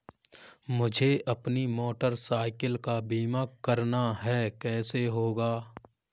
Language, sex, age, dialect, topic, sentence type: Hindi, male, 25-30, Kanauji Braj Bhasha, banking, question